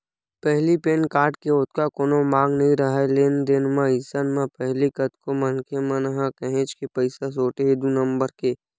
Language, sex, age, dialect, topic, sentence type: Chhattisgarhi, male, 18-24, Western/Budati/Khatahi, banking, statement